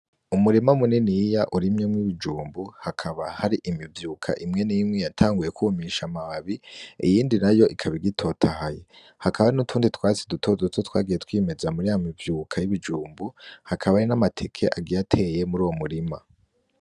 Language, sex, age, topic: Rundi, male, 18-24, agriculture